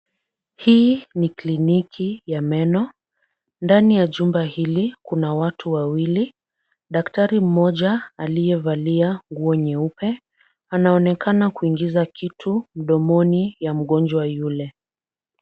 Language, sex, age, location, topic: Swahili, female, 50+, Kisumu, health